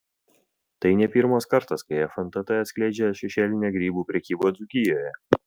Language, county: Lithuanian, Vilnius